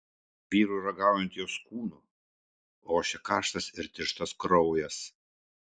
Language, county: Lithuanian, Šiauliai